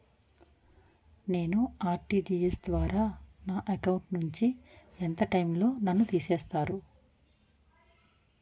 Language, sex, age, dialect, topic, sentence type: Telugu, female, 41-45, Utterandhra, banking, question